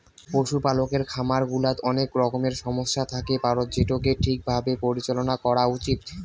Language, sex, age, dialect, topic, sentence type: Bengali, male, 18-24, Rajbangshi, agriculture, statement